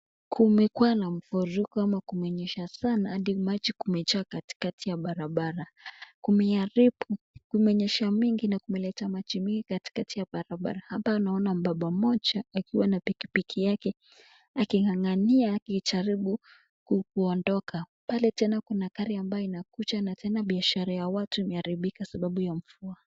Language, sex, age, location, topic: Swahili, male, 25-35, Nakuru, health